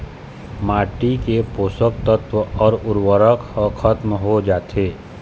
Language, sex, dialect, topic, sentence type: Chhattisgarhi, male, Eastern, agriculture, statement